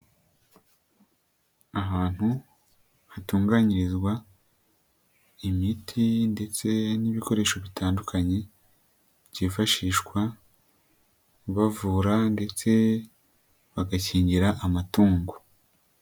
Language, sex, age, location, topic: Kinyarwanda, male, 18-24, Nyagatare, agriculture